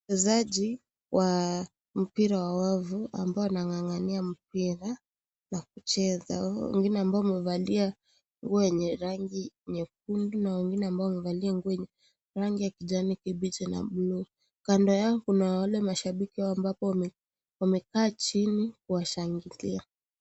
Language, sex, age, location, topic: Swahili, female, 18-24, Kisii, government